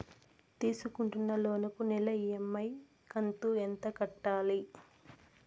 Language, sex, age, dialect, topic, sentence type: Telugu, female, 18-24, Southern, banking, question